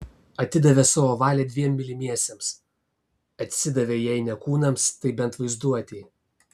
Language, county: Lithuanian, Kaunas